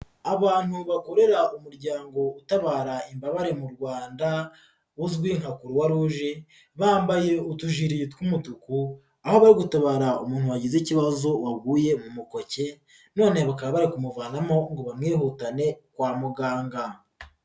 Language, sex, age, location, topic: Kinyarwanda, female, 36-49, Nyagatare, health